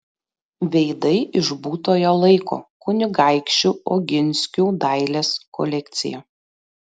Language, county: Lithuanian, Panevėžys